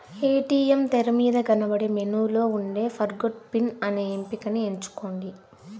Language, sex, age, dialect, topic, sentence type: Telugu, female, 18-24, Southern, banking, statement